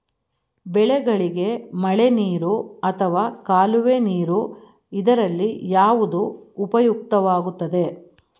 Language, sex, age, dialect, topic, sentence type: Kannada, female, 46-50, Mysore Kannada, agriculture, question